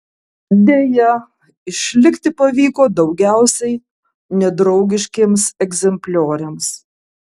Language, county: Lithuanian, Kaunas